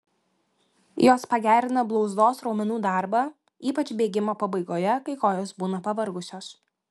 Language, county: Lithuanian, Klaipėda